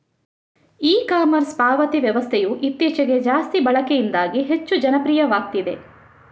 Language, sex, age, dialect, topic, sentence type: Kannada, female, 31-35, Coastal/Dakshin, banking, statement